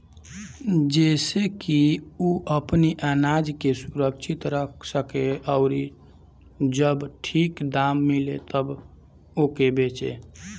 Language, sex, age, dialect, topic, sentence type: Bhojpuri, male, 18-24, Northern, agriculture, statement